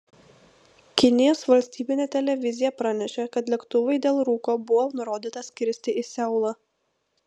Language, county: Lithuanian, Vilnius